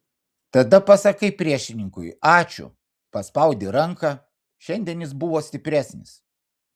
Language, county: Lithuanian, Vilnius